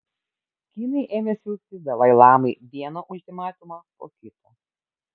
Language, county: Lithuanian, Kaunas